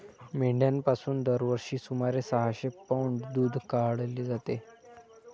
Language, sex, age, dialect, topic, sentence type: Marathi, male, 25-30, Standard Marathi, agriculture, statement